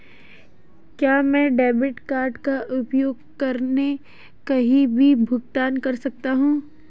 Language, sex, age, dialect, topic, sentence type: Hindi, female, 18-24, Marwari Dhudhari, banking, question